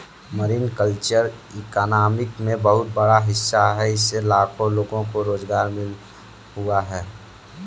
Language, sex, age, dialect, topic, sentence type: Hindi, male, 46-50, Kanauji Braj Bhasha, agriculture, statement